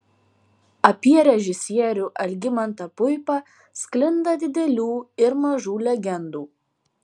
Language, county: Lithuanian, Vilnius